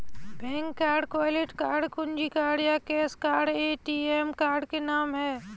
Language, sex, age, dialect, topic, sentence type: Hindi, female, 18-24, Kanauji Braj Bhasha, banking, statement